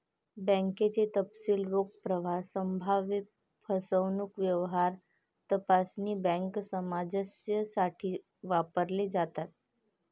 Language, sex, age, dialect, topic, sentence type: Marathi, female, 18-24, Varhadi, banking, statement